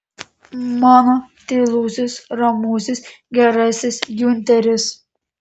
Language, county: Lithuanian, Panevėžys